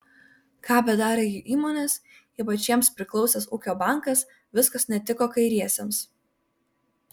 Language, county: Lithuanian, Vilnius